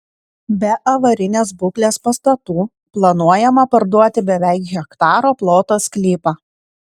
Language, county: Lithuanian, Kaunas